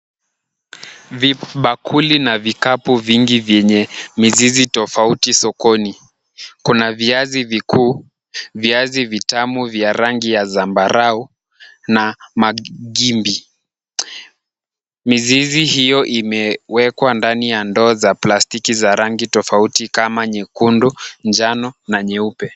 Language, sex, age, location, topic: Swahili, male, 18-24, Kisumu, finance